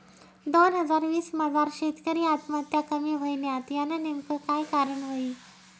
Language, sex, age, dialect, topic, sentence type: Marathi, female, 31-35, Northern Konkan, agriculture, statement